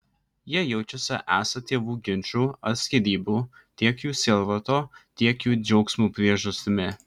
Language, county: Lithuanian, Klaipėda